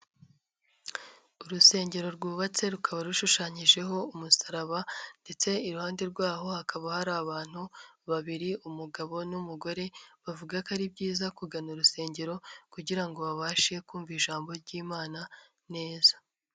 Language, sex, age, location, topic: Kinyarwanda, male, 25-35, Nyagatare, finance